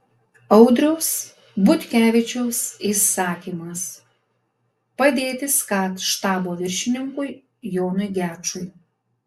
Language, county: Lithuanian, Alytus